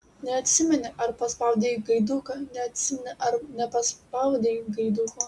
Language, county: Lithuanian, Utena